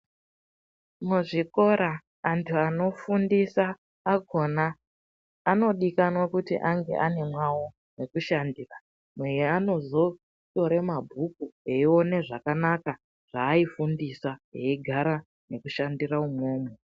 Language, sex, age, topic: Ndau, female, 36-49, education